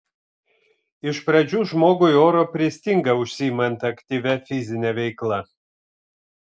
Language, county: Lithuanian, Vilnius